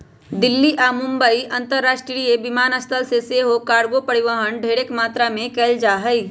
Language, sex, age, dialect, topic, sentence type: Magahi, female, 25-30, Western, banking, statement